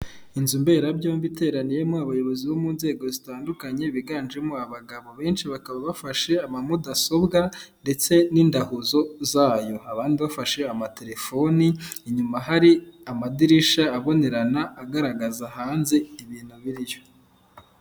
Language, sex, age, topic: Kinyarwanda, female, 18-24, government